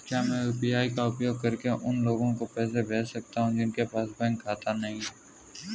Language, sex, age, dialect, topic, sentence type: Hindi, male, 18-24, Kanauji Braj Bhasha, banking, question